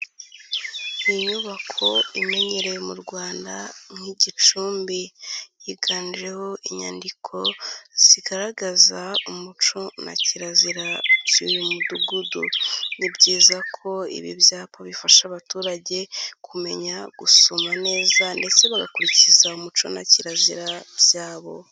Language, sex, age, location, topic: Kinyarwanda, female, 18-24, Nyagatare, education